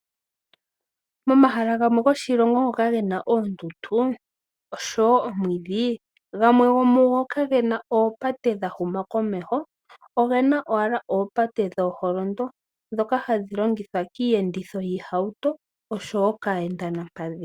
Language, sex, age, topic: Oshiwambo, female, 18-24, agriculture